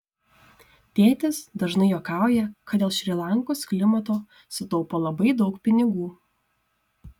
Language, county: Lithuanian, Šiauliai